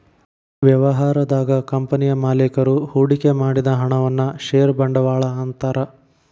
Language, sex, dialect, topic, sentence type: Kannada, male, Dharwad Kannada, banking, statement